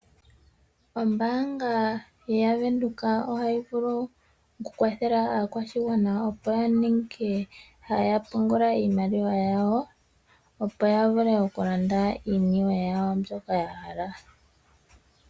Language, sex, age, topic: Oshiwambo, female, 25-35, finance